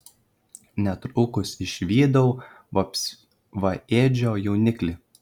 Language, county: Lithuanian, Kaunas